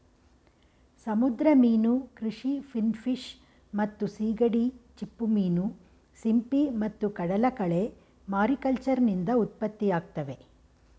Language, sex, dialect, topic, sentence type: Kannada, female, Mysore Kannada, agriculture, statement